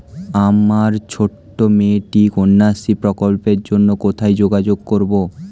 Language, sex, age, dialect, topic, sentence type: Bengali, male, 18-24, Standard Colloquial, banking, question